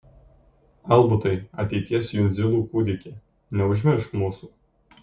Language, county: Lithuanian, Kaunas